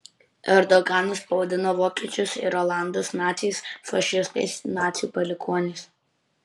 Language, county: Lithuanian, Kaunas